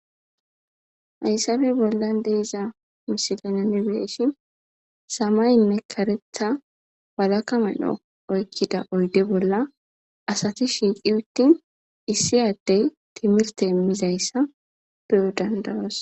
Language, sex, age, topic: Gamo, female, 18-24, government